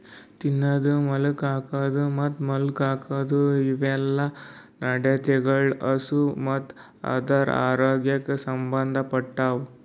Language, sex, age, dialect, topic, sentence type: Kannada, male, 18-24, Northeastern, agriculture, statement